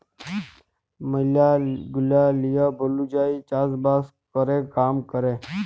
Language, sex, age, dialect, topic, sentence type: Bengali, male, 31-35, Jharkhandi, agriculture, statement